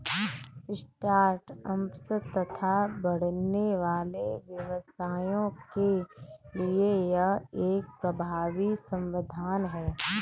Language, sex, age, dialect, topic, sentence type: Hindi, female, 31-35, Kanauji Braj Bhasha, banking, statement